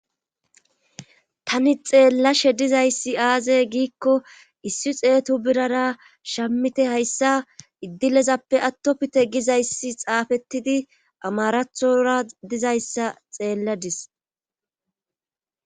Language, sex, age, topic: Gamo, female, 25-35, government